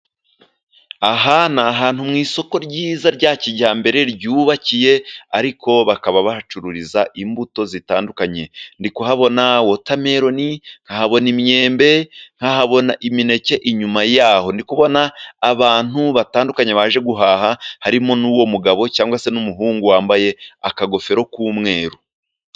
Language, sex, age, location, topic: Kinyarwanda, male, 25-35, Musanze, finance